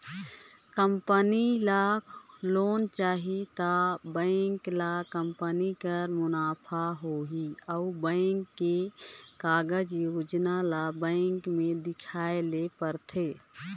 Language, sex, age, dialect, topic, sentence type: Chhattisgarhi, female, 25-30, Northern/Bhandar, banking, statement